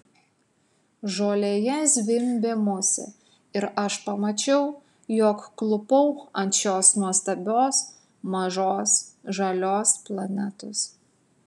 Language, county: Lithuanian, Utena